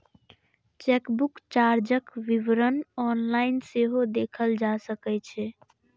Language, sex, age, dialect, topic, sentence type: Maithili, female, 31-35, Eastern / Thethi, banking, statement